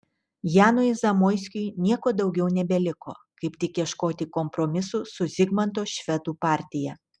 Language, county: Lithuanian, Telšiai